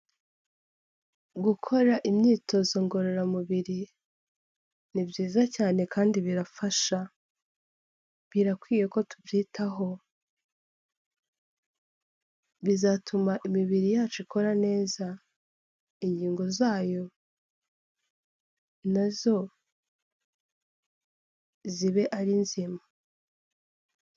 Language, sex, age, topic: Kinyarwanda, female, 18-24, health